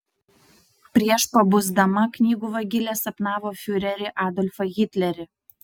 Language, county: Lithuanian, Utena